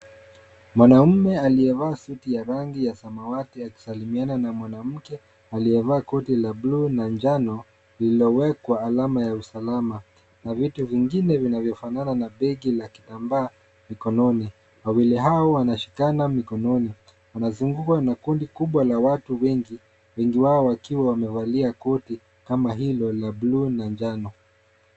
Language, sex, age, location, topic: Swahili, male, 25-35, Nairobi, health